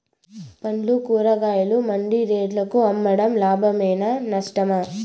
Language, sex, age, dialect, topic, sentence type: Telugu, female, 36-40, Southern, agriculture, question